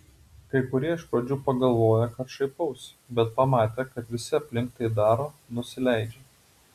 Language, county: Lithuanian, Utena